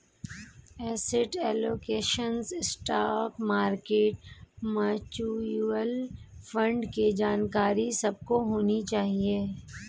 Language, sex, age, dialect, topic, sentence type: Hindi, female, 41-45, Hindustani Malvi Khadi Boli, banking, statement